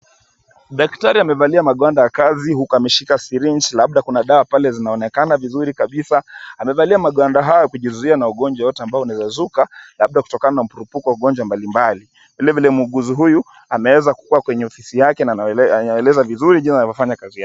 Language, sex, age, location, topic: Swahili, male, 25-35, Kisumu, health